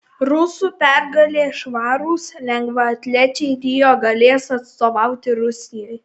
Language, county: Lithuanian, Kaunas